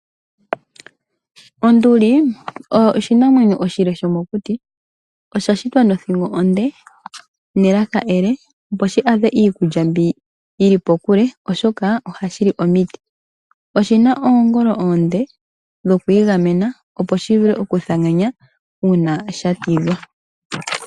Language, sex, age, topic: Oshiwambo, female, 25-35, agriculture